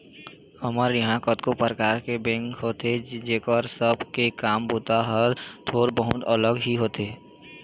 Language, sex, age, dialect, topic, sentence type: Chhattisgarhi, male, 18-24, Eastern, banking, statement